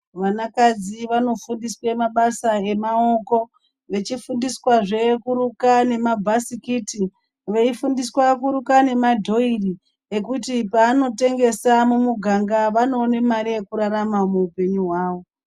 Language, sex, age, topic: Ndau, female, 36-49, education